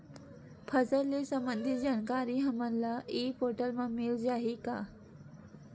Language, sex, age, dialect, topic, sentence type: Chhattisgarhi, female, 31-35, Western/Budati/Khatahi, agriculture, question